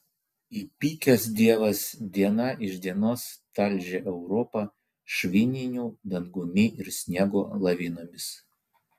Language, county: Lithuanian, Vilnius